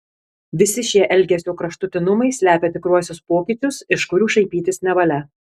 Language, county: Lithuanian, Kaunas